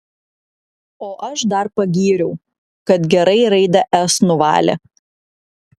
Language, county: Lithuanian, Klaipėda